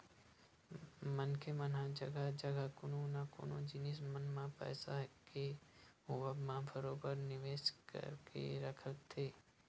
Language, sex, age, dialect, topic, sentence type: Chhattisgarhi, male, 18-24, Western/Budati/Khatahi, banking, statement